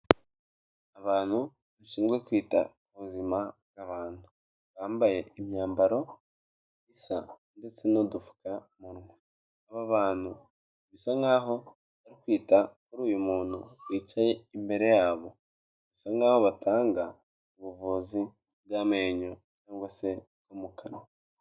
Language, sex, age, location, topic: Kinyarwanda, female, 25-35, Kigali, health